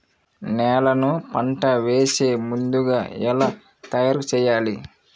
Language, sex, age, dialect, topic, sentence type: Telugu, male, 18-24, Central/Coastal, agriculture, question